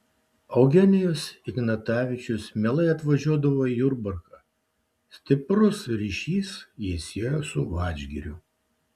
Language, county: Lithuanian, Šiauliai